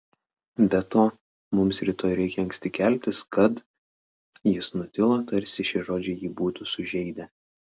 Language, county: Lithuanian, Klaipėda